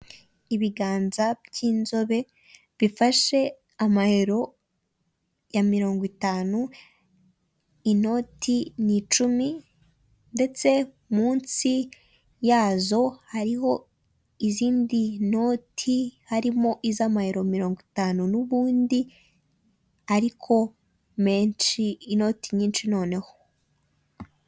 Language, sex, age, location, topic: Kinyarwanda, female, 18-24, Kigali, finance